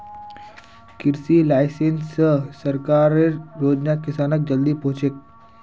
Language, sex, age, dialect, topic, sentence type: Magahi, male, 51-55, Northeastern/Surjapuri, agriculture, statement